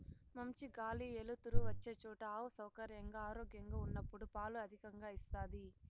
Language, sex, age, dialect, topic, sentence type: Telugu, female, 60-100, Southern, agriculture, statement